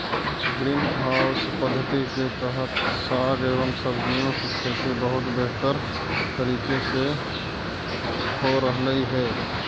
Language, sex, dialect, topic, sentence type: Magahi, male, Central/Standard, agriculture, statement